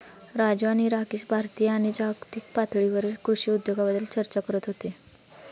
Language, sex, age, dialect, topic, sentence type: Marathi, female, 31-35, Standard Marathi, agriculture, statement